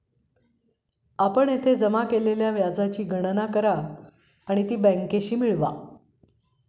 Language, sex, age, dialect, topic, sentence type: Marathi, female, 51-55, Standard Marathi, banking, statement